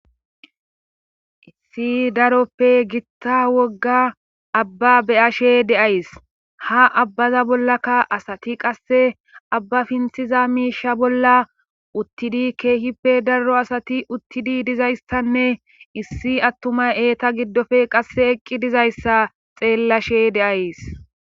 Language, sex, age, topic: Gamo, female, 25-35, government